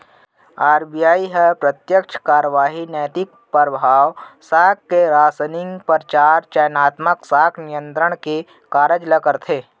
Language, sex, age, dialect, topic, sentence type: Chhattisgarhi, male, 25-30, Central, banking, statement